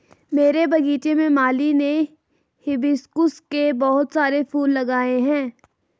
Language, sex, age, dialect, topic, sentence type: Hindi, female, 18-24, Garhwali, agriculture, statement